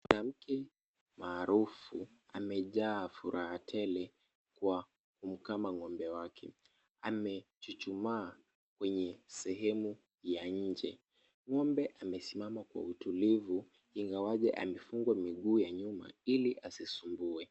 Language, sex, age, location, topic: Swahili, male, 25-35, Kisumu, agriculture